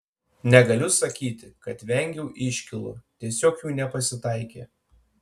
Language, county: Lithuanian, Panevėžys